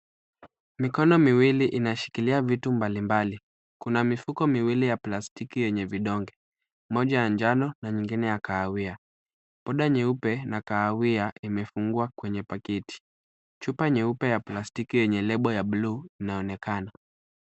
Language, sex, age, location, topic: Swahili, male, 25-35, Kisumu, health